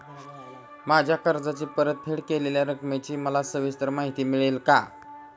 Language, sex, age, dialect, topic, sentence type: Marathi, male, <18, Standard Marathi, banking, question